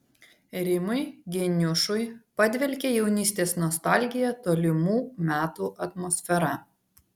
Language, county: Lithuanian, Vilnius